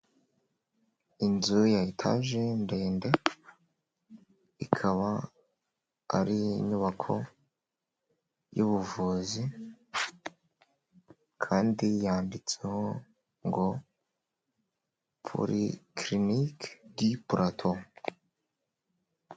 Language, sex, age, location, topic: Kinyarwanda, male, 18-24, Huye, health